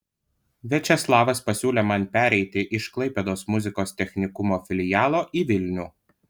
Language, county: Lithuanian, Panevėžys